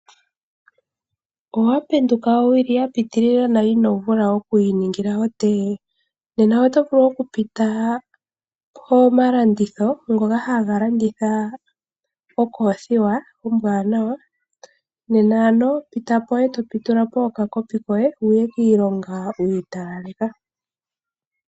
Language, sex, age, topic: Oshiwambo, female, 25-35, agriculture